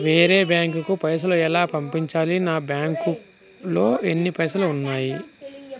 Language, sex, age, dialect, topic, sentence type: Telugu, male, 31-35, Telangana, banking, question